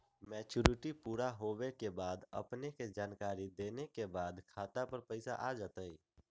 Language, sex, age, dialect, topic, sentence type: Magahi, male, 18-24, Western, banking, question